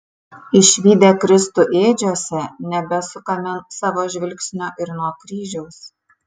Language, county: Lithuanian, Kaunas